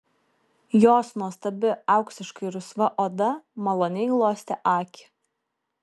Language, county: Lithuanian, Kaunas